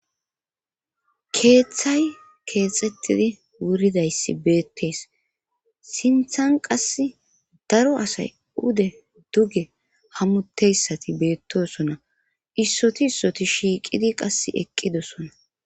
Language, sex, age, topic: Gamo, female, 25-35, government